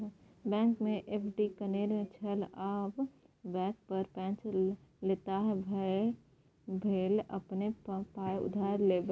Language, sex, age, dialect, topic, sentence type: Maithili, female, 18-24, Bajjika, banking, statement